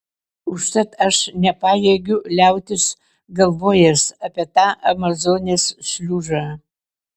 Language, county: Lithuanian, Vilnius